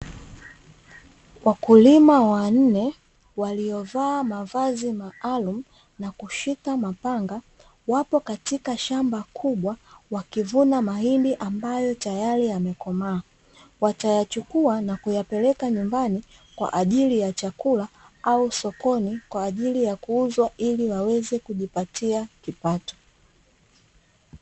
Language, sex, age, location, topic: Swahili, female, 25-35, Dar es Salaam, agriculture